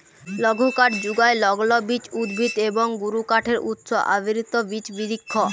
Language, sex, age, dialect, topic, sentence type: Bengali, male, 31-35, Jharkhandi, agriculture, statement